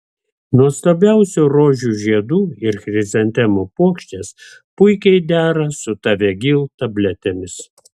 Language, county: Lithuanian, Vilnius